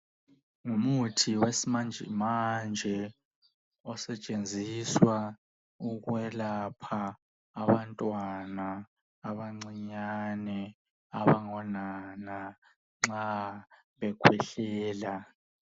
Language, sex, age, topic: North Ndebele, male, 25-35, health